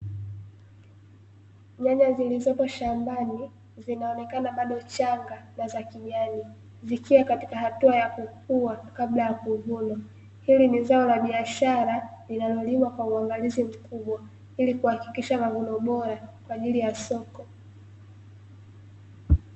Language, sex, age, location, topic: Swahili, female, 18-24, Dar es Salaam, agriculture